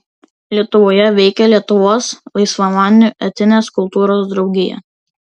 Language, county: Lithuanian, Vilnius